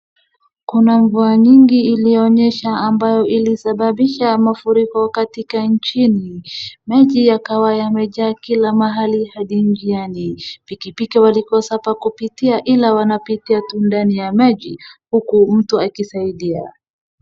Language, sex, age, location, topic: Swahili, female, 25-35, Wajir, health